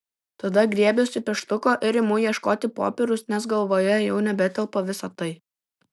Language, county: Lithuanian, Šiauliai